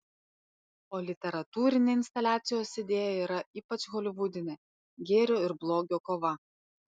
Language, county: Lithuanian, Panevėžys